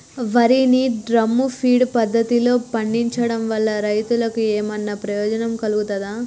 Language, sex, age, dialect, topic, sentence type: Telugu, female, 18-24, Telangana, agriculture, question